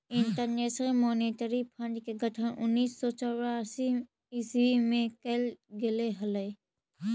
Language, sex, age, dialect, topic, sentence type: Magahi, female, 18-24, Central/Standard, agriculture, statement